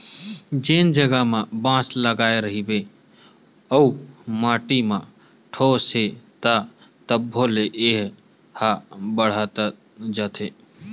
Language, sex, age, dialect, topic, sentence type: Chhattisgarhi, male, 18-24, Western/Budati/Khatahi, agriculture, statement